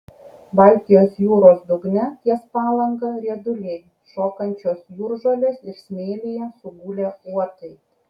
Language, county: Lithuanian, Kaunas